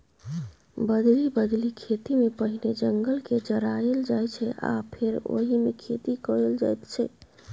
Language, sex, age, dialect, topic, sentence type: Maithili, female, 25-30, Bajjika, agriculture, statement